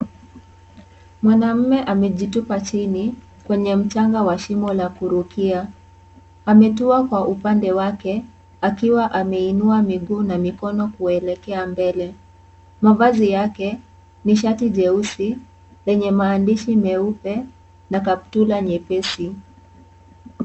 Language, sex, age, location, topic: Swahili, female, 18-24, Kisii, education